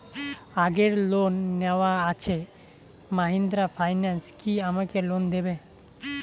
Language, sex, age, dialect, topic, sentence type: Bengali, male, 18-24, Rajbangshi, banking, question